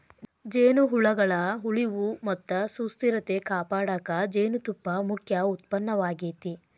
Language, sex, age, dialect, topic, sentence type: Kannada, female, 25-30, Dharwad Kannada, agriculture, statement